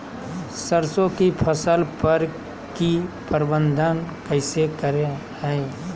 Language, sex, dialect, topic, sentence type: Magahi, male, Southern, agriculture, question